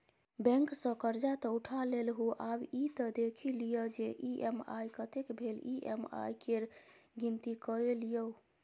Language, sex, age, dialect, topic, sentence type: Maithili, female, 25-30, Bajjika, banking, statement